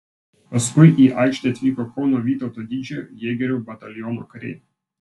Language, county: Lithuanian, Vilnius